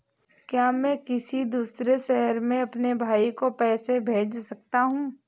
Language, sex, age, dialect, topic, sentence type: Hindi, female, 18-24, Awadhi Bundeli, banking, question